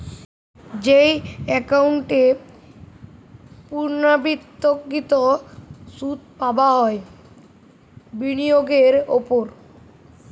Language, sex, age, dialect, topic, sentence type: Bengali, male, 36-40, Western, banking, statement